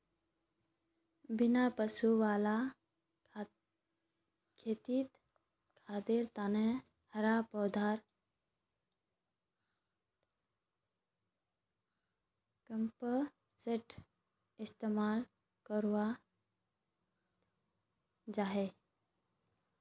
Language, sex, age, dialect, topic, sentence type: Magahi, female, 18-24, Northeastern/Surjapuri, agriculture, statement